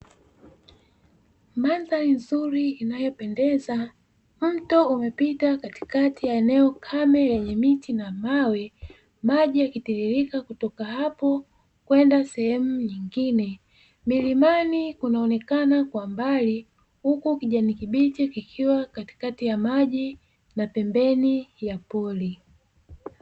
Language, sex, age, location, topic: Swahili, female, 25-35, Dar es Salaam, agriculture